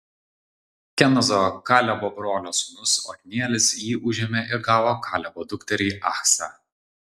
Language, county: Lithuanian, Vilnius